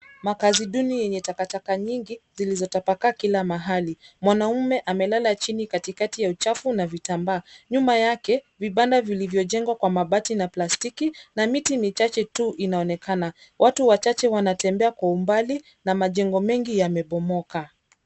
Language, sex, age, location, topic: Swahili, female, 25-35, Nairobi, government